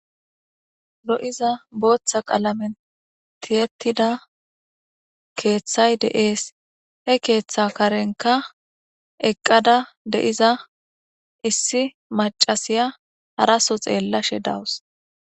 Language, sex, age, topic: Gamo, female, 18-24, government